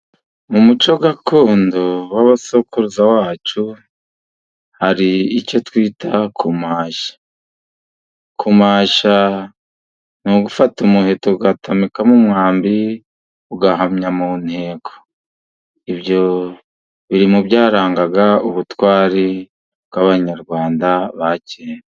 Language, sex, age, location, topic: Kinyarwanda, male, 50+, Musanze, government